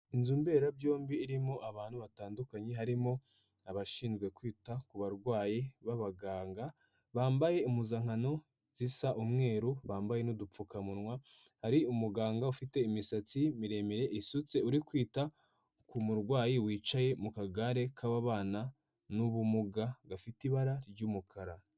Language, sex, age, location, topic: Kinyarwanda, female, 18-24, Kigali, health